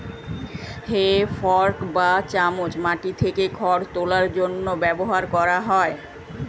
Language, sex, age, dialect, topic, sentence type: Bengali, male, 36-40, Standard Colloquial, agriculture, statement